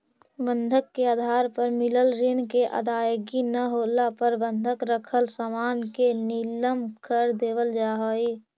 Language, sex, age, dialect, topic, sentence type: Magahi, female, 60-100, Central/Standard, banking, statement